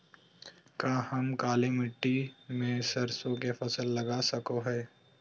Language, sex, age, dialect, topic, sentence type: Magahi, male, 18-24, Southern, agriculture, question